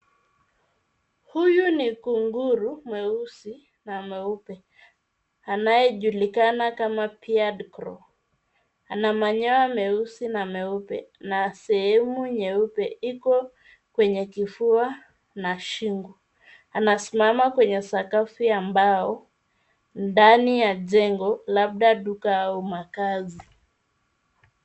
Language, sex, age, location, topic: Swahili, female, 25-35, Nairobi, agriculture